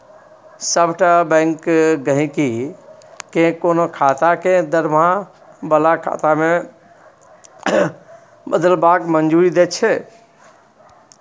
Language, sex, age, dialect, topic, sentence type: Maithili, male, 46-50, Bajjika, banking, statement